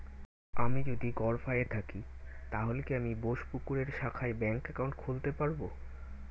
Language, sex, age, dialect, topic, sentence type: Bengali, male, 18-24, Standard Colloquial, banking, question